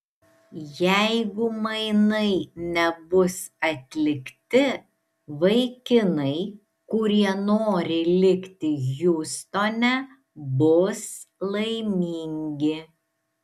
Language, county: Lithuanian, Šiauliai